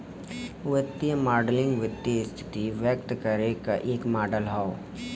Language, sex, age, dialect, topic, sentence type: Bhojpuri, male, 18-24, Western, banking, statement